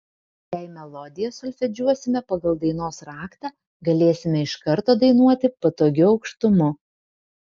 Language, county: Lithuanian, Vilnius